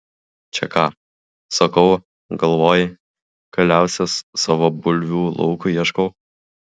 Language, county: Lithuanian, Klaipėda